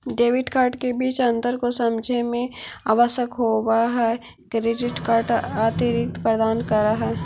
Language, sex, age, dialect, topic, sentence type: Magahi, female, 56-60, Central/Standard, banking, question